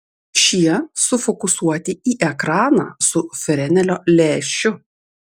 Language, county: Lithuanian, Vilnius